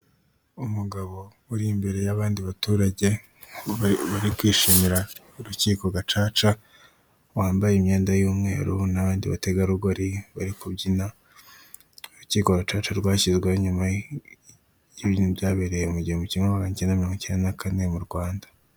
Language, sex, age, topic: Kinyarwanda, female, 18-24, government